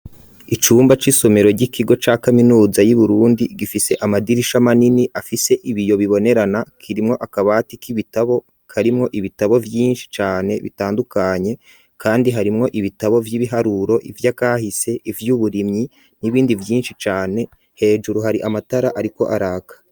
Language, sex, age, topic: Rundi, male, 25-35, education